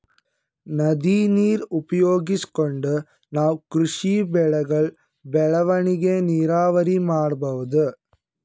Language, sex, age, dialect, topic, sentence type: Kannada, female, 25-30, Northeastern, agriculture, statement